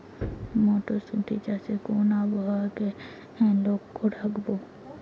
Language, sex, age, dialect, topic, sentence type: Bengali, female, 18-24, Rajbangshi, agriculture, question